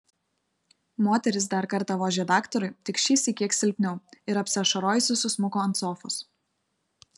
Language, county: Lithuanian, Vilnius